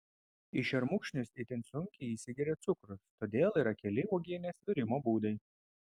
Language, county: Lithuanian, Vilnius